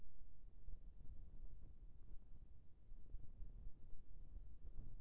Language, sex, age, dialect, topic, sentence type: Chhattisgarhi, male, 56-60, Eastern, banking, question